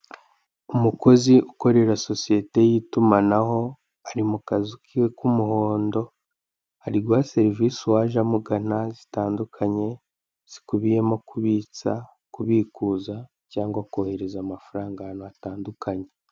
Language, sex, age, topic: Kinyarwanda, male, 18-24, finance